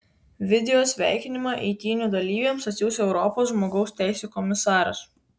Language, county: Lithuanian, Vilnius